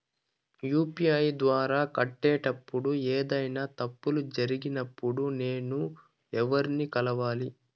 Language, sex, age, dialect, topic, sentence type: Telugu, male, 41-45, Southern, banking, question